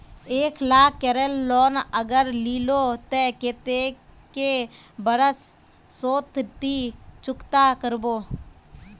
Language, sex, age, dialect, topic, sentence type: Magahi, female, 18-24, Northeastern/Surjapuri, banking, question